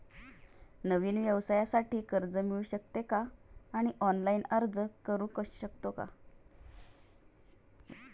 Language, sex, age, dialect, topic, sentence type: Marathi, female, 36-40, Standard Marathi, banking, question